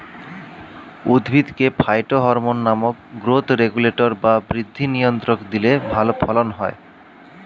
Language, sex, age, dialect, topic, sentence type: Bengali, male, 25-30, Standard Colloquial, agriculture, statement